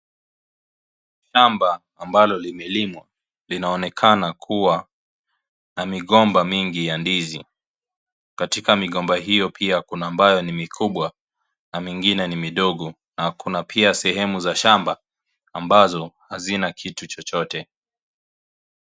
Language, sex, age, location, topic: Swahili, male, 25-35, Kisii, agriculture